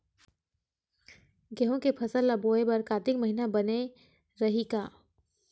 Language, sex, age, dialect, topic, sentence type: Chhattisgarhi, female, 18-24, Western/Budati/Khatahi, agriculture, question